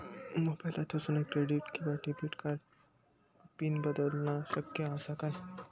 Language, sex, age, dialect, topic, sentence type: Marathi, male, 60-100, Southern Konkan, banking, question